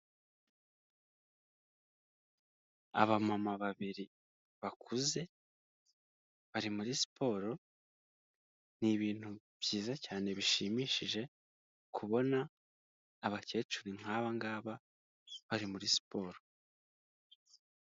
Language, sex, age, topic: Kinyarwanda, male, 25-35, health